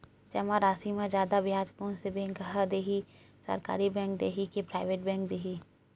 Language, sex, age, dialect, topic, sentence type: Chhattisgarhi, female, 51-55, Western/Budati/Khatahi, banking, question